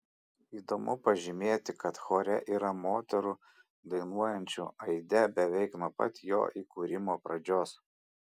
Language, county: Lithuanian, Šiauliai